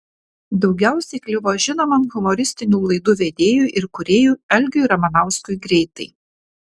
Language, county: Lithuanian, Kaunas